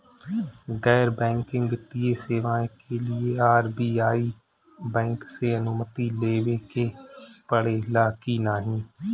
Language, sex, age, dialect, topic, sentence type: Bhojpuri, male, 25-30, Northern, banking, question